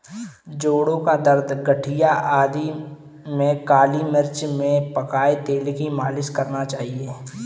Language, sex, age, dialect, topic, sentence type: Hindi, male, 18-24, Kanauji Braj Bhasha, agriculture, statement